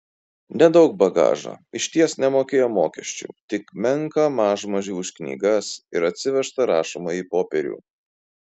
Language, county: Lithuanian, Kaunas